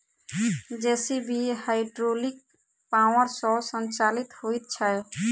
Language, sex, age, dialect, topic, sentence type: Maithili, female, 18-24, Southern/Standard, agriculture, statement